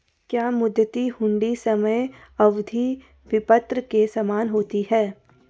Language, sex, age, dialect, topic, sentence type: Hindi, female, 51-55, Garhwali, banking, statement